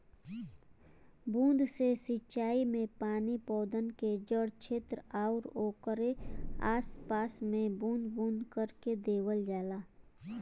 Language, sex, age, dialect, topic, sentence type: Bhojpuri, female, 25-30, Western, agriculture, statement